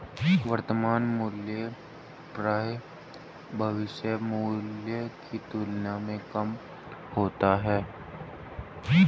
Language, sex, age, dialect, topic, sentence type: Hindi, female, 31-35, Hindustani Malvi Khadi Boli, banking, statement